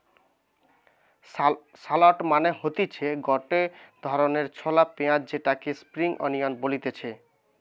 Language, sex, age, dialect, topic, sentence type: Bengali, male, 18-24, Western, agriculture, statement